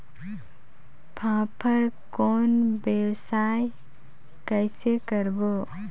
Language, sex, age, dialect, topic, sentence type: Chhattisgarhi, female, 18-24, Northern/Bhandar, agriculture, question